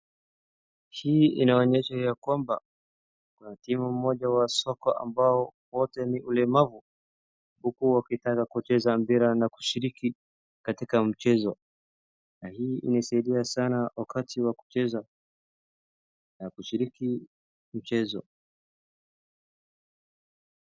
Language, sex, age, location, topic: Swahili, male, 18-24, Wajir, education